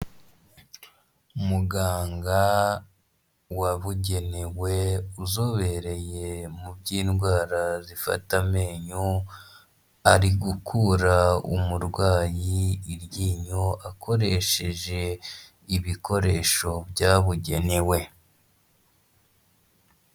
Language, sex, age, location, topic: Kinyarwanda, male, 25-35, Huye, health